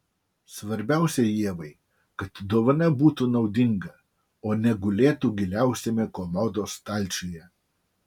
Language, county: Lithuanian, Utena